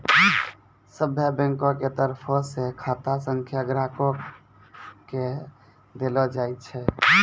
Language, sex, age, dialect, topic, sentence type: Maithili, male, 18-24, Angika, banking, statement